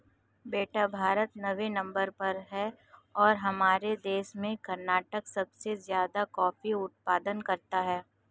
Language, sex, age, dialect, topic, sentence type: Hindi, female, 25-30, Marwari Dhudhari, agriculture, statement